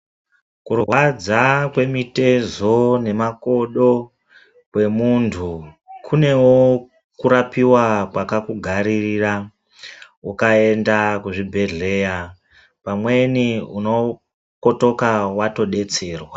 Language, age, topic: Ndau, 50+, health